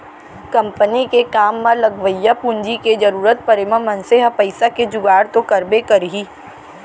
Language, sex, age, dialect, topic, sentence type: Chhattisgarhi, female, 18-24, Central, banking, statement